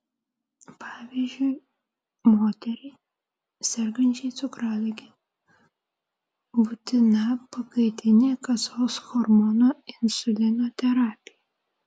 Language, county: Lithuanian, Vilnius